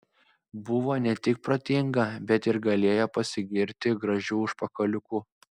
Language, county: Lithuanian, Klaipėda